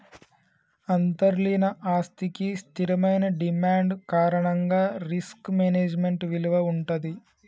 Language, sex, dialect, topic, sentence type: Telugu, male, Telangana, banking, statement